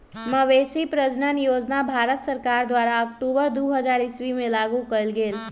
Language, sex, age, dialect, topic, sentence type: Magahi, male, 18-24, Western, agriculture, statement